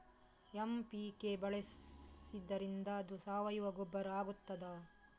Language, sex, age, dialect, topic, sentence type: Kannada, female, 18-24, Coastal/Dakshin, agriculture, question